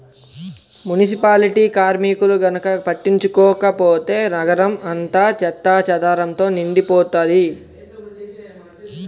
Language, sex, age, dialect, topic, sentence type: Telugu, male, 18-24, Central/Coastal, banking, statement